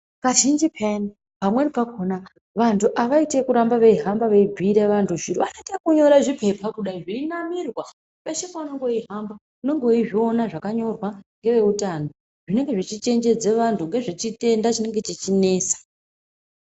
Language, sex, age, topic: Ndau, female, 25-35, health